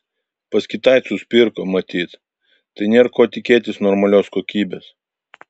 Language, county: Lithuanian, Vilnius